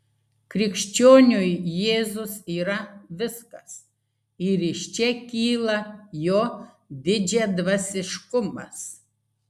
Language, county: Lithuanian, Klaipėda